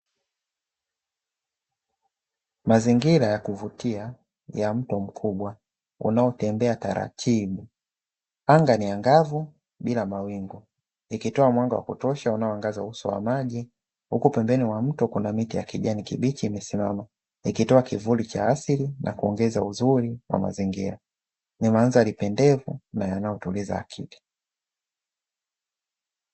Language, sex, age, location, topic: Swahili, male, 25-35, Dar es Salaam, agriculture